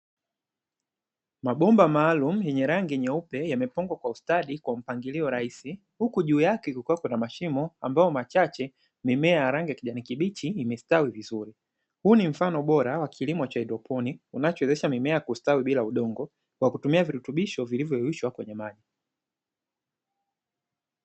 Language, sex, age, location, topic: Swahili, male, 25-35, Dar es Salaam, agriculture